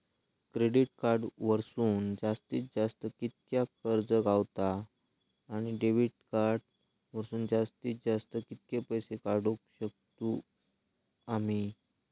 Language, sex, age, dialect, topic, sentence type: Marathi, male, 25-30, Southern Konkan, banking, question